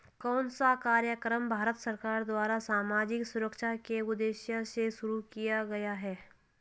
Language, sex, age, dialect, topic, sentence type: Hindi, female, 46-50, Hindustani Malvi Khadi Boli, banking, question